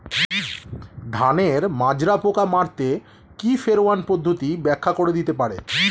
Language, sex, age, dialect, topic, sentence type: Bengali, male, 36-40, Standard Colloquial, agriculture, question